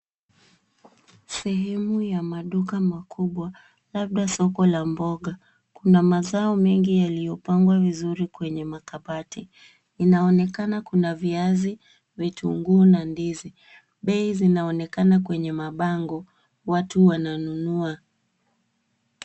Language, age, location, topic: Swahili, 36-49, Nairobi, finance